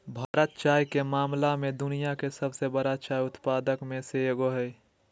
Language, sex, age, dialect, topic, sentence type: Magahi, male, 41-45, Southern, agriculture, statement